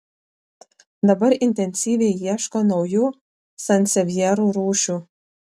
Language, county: Lithuanian, Vilnius